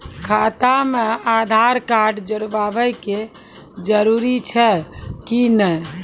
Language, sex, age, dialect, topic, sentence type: Maithili, female, 18-24, Angika, banking, question